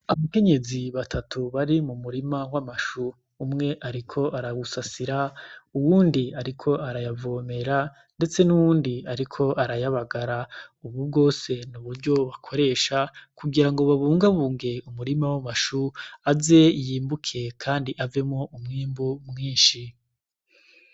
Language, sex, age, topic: Rundi, male, 25-35, agriculture